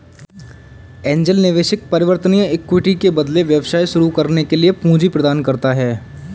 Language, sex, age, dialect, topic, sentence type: Hindi, male, 18-24, Kanauji Braj Bhasha, banking, statement